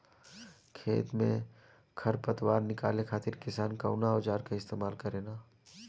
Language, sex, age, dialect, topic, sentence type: Bhojpuri, male, 18-24, Southern / Standard, agriculture, question